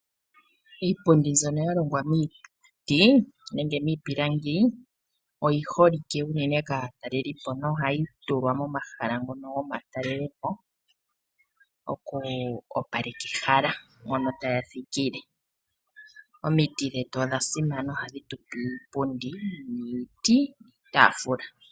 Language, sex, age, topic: Oshiwambo, female, 36-49, finance